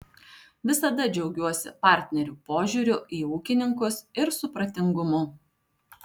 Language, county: Lithuanian, Alytus